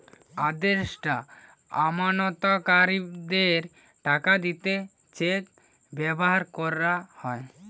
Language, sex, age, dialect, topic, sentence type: Bengali, male, <18, Western, banking, statement